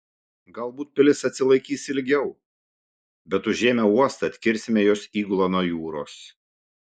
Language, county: Lithuanian, Šiauliai